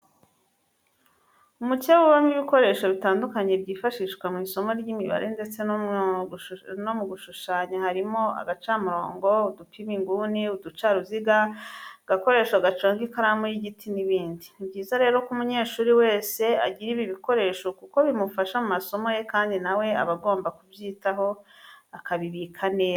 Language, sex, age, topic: Kinyarwanda, female, 25-35, education